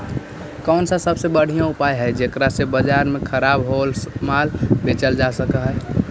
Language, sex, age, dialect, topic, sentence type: Magahi, male, 18-24, Central/Standard, agriculture, statement